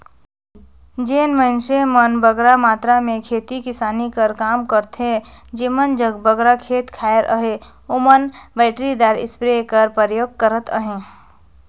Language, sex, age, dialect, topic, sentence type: Chhattisgarhi, female, 18-24, Northern/Bhandar, agriculture, statement